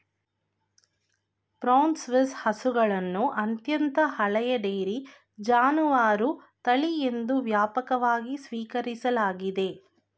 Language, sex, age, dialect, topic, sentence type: Kannada, female, 25-30, Mysore Kannada, agriculture, statement